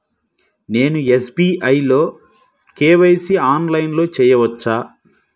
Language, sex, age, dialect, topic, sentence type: Telugu, male, 25-30, Central/Coastal, banking, question